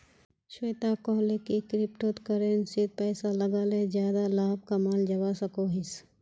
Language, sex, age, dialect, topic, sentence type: Magahi, female, 46-50, Northeastern/Surjapuri, banking, statement